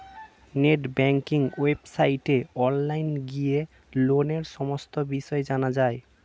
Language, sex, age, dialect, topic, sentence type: Bengali, male, 18-24, Standard Colloquial, banking, statement